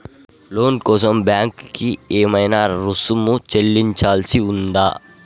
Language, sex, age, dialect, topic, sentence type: Telugu, male, 51-55, Telangana, banking, question